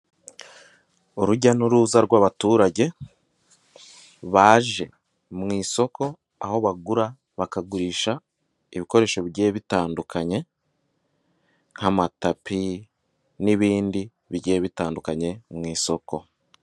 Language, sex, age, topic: Kinyarwanda, male, 18-24, finance